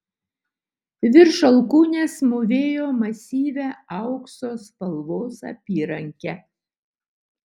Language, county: Lithuanian, Utena